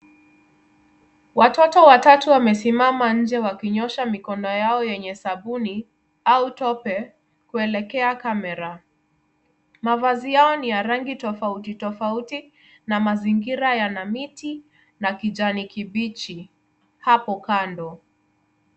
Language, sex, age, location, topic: Swahili, female, 25-35, Kisumu, health